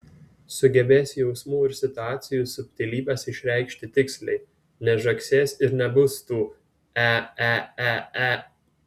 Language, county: Lithuanian, Vilnius